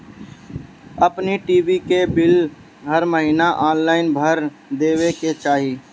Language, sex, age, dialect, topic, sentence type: Bhojpuri, male, 18-24, Northern, banking, statement